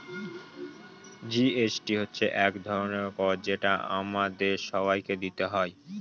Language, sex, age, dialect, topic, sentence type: Bengali, male, 18-24, Northern/Varendri, banking, statement